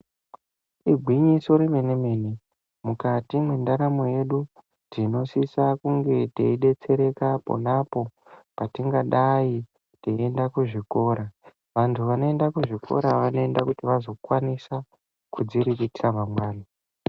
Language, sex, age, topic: Ndau, female, 18-24, education